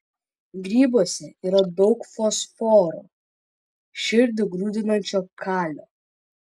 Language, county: Lithuanian, Vilnius